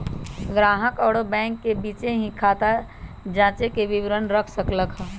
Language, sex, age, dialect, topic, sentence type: Magahi, male, 18-24, Western, banking, statement